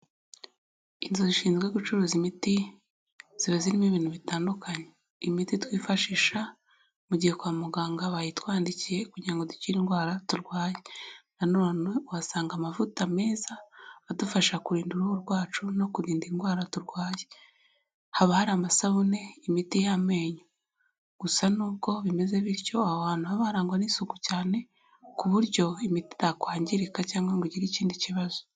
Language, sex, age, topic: Kinyarwanda, female, 18-24, health